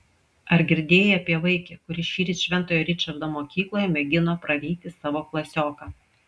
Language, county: Lithuanian, Klaipėda